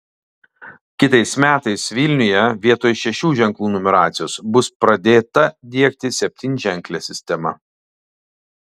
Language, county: Lithuanian, Alytus